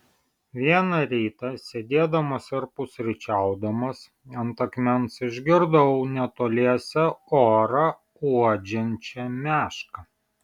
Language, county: Lithuanian, Vilnius